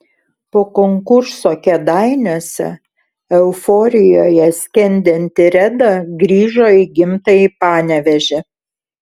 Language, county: Lithuanian, Šiauliai